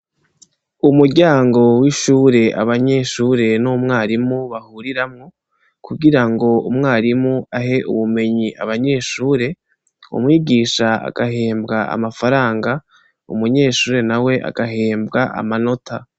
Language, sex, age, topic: Rundi, female, 18-24, education